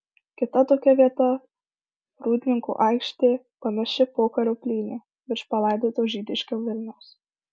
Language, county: Lithuanian, Marijampolė